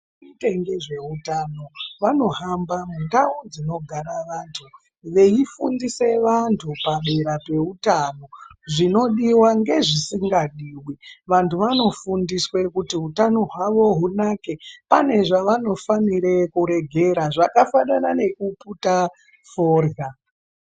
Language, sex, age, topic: Ndau, female, 25-35, health